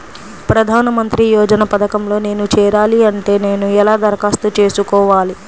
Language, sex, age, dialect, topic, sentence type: Telugu, female, 25-30, Central/Coastal, banking, question